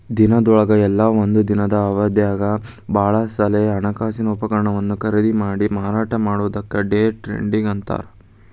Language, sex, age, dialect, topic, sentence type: Kannada, male, 18-24, Dharwad Kannada, banking, statement